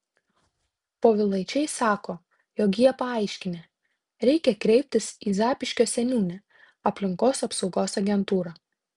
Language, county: Lithuanian, Tauragė